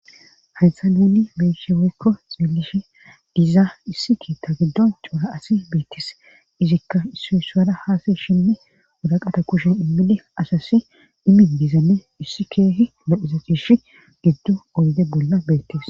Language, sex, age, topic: Gamo, female, 18-24, government